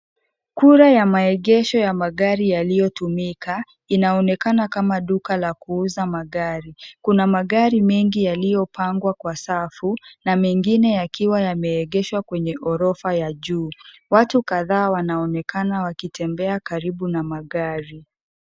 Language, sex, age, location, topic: Swahili, female, 25-35, Kisii, finance